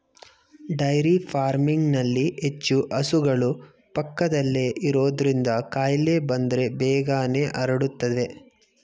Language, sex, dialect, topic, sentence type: Kannada, male, Mysore Kannada, agriculture, statement